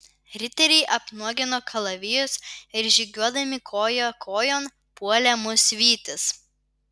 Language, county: Lithuanian, Vilnius